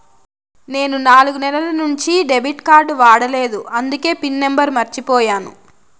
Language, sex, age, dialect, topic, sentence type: Telugu, female, 25-30, Southern, banking, statement